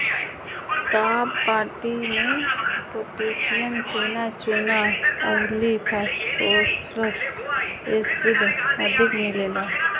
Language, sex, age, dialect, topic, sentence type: Bhojpuri, female, 25-30, Northern, agriculture, statement